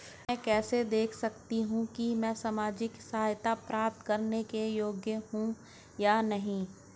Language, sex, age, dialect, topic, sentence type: Hindi, female, 18-24, Hindustani Malvi Khadi Boli, banking, question